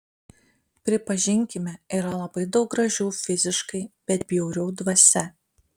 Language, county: Lithuanian, Panevėžys